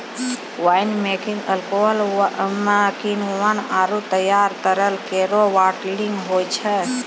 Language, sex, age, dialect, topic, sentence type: Maithili, female, 36-40, Angika, agriculture, statement